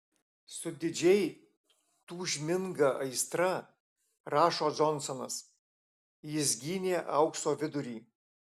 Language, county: Lithuanian, Alytus